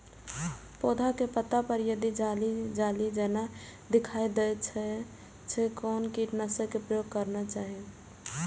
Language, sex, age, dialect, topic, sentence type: Maithili, female, 18-24, Eastern / Thethi, agriculture, question